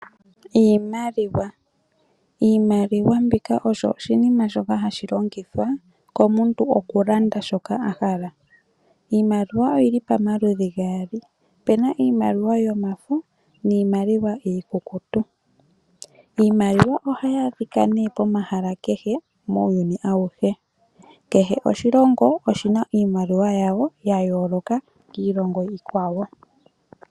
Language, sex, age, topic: Oshiwambo, female, 18-24, finance